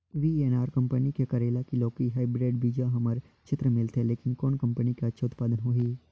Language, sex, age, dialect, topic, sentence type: Chhattisgarhi, male, 56-60, Northern/Bhandar, agriculture, question